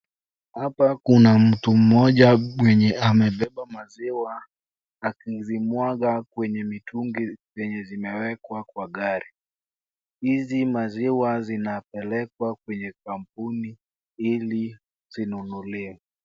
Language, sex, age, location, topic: Swahili, male, 18-24, Wajir, agriculture